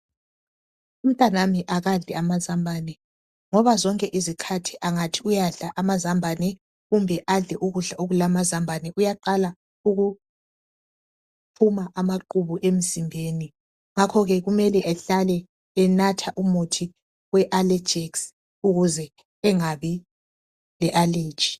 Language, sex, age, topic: North Ndebele, female, 25-35, health